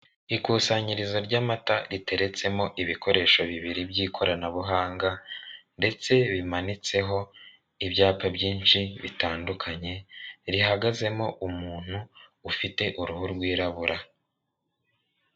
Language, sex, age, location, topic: Kinyarwanda, male, 36-49, Kigali, finance